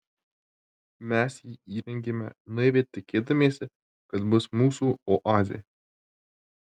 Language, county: Lithuanian, Tauragė